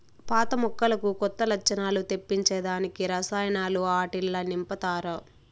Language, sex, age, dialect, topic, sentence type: Telugu, female, 18-24, Southern, agriculture, statement